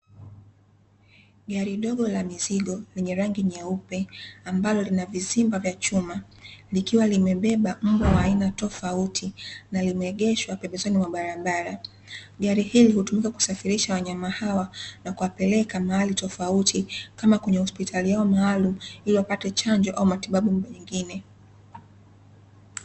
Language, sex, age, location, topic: Swahili, female, 18-24, Dar es Salaam, agriculture